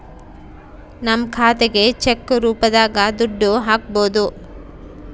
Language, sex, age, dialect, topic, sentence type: Kannada, female, 36-40, Central, banking, statement